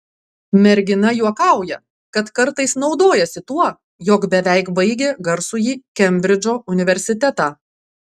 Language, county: Lithuanian, Klaipėda